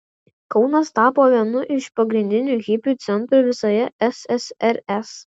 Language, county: Lithuanian, Kaunas